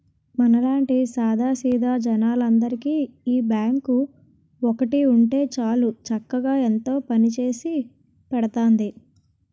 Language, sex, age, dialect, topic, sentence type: Telugu, female, 18-24, Utterandhra, banking, statement